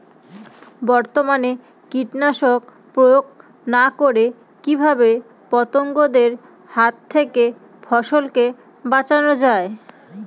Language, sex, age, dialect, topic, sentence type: Bengali, female, 18-24, Northern/Varendri, agriculture, question